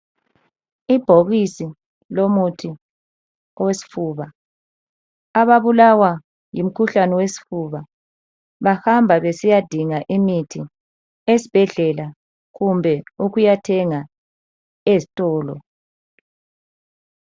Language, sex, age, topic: North Ndebele, male, 50+, health